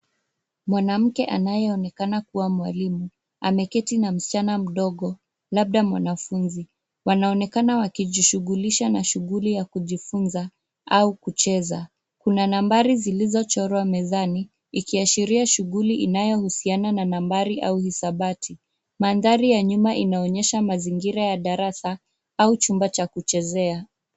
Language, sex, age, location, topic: Swahili, female, 25-35, Nairobi, education